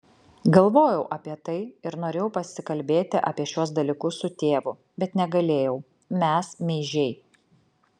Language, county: Lithuanian, Šiauliai